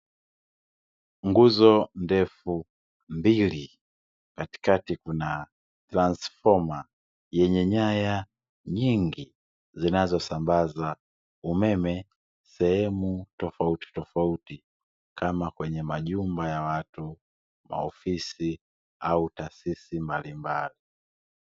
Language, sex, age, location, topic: Swahili, male, 25-35, Dar es Salaam, government